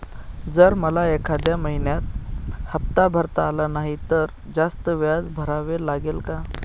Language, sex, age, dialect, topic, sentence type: Marathi, male, 31-35, Northern Konkan, banking, question